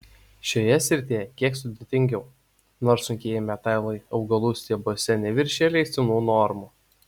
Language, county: Lithuanian, Utena